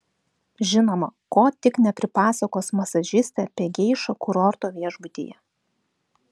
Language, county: Lithuanian, Klaipėda